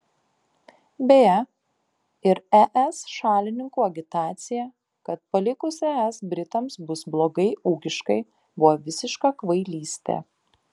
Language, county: Lithuanian, Panevėžys